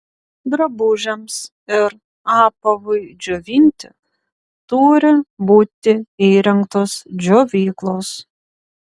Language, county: Lithuanian, Panevėžys